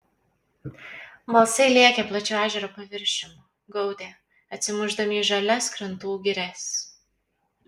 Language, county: Lithuanian, Kaunas